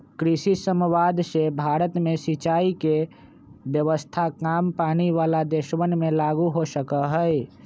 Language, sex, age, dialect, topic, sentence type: Magahi, male, 25-30, Western, agriculture, statement